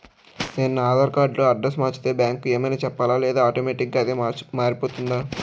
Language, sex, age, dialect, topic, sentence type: Telugu, male, 46-50, Utterandhra, banking, question